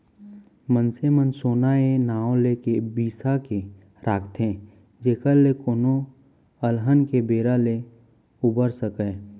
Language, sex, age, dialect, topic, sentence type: Chhattisgarhi, male, 18-24, Central, banking, statement